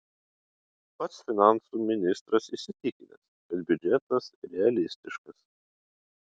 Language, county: Lithuanian, Utena